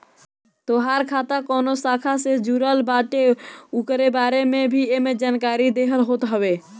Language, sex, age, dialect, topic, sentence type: Bhojpuri, male, 18-24, Northern, banking, statement